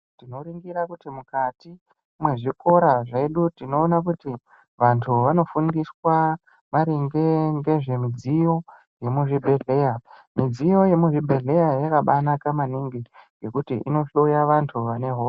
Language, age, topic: Ndau, 50+, health